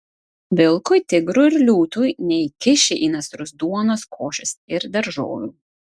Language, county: Lithuanian, Vilnius